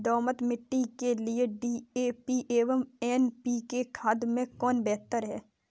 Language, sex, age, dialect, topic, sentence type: Hindi, female, 18-24, Kanauji Braj Bhasha, agriculture, question